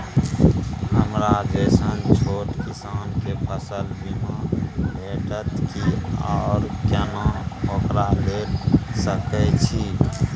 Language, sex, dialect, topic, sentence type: Maithili, male, Bajjika, agriculture, question